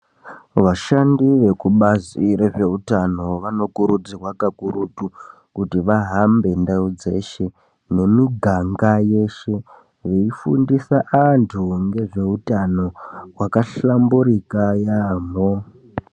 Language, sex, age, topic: Ndau, male, 18-24, health